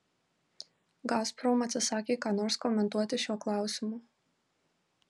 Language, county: Lithuanian, Marijampolė